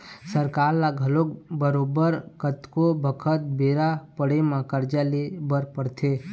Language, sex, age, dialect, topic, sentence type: Chhattisgarhi, male, 60-100, Eastern, banking, statement